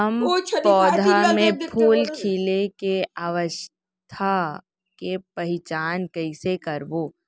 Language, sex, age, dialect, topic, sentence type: Chhattisgarhi, female, 18-24, Central, agriculture, statement